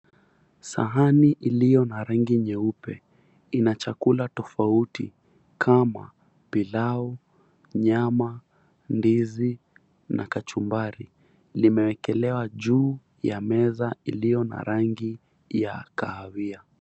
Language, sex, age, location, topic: Swahili, female, 50+, Mombasa, agriculture